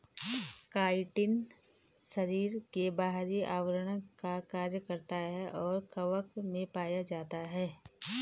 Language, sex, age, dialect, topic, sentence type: Hindi, female, 31-35, Garhwali, agriculture, statement